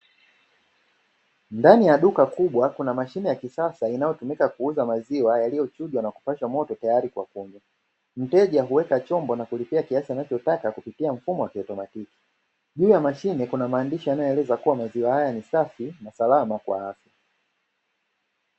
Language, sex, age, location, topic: Swahili, male, 25-35, Dar es Salaam, finance